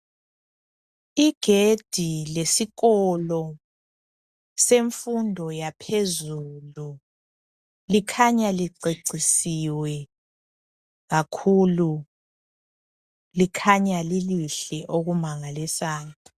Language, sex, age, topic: North Ndebele, male, 25-35, education